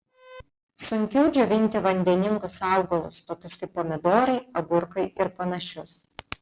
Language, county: Lithuanian, Panevėžys